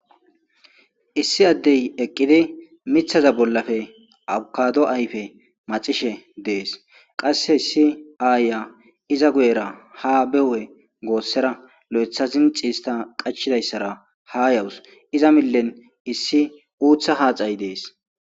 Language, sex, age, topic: Gamo, male, 25-35, agriculture